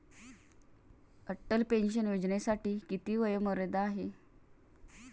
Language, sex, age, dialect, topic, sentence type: Marathi, female, 36-40, Standard Marathi, banking, question